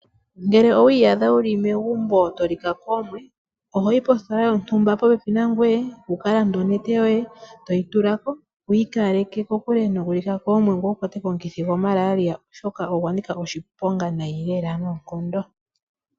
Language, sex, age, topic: Oshiwambo, female, 18-24, finance